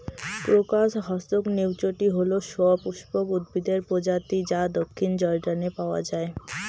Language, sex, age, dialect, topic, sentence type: Bengali, female, 18-24, Rajbangshi, agriculture, question